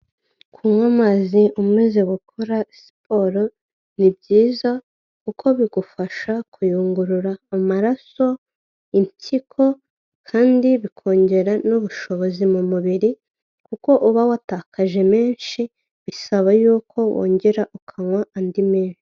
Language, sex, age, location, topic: Kinyarwanda, female, 25-35, Kigali, health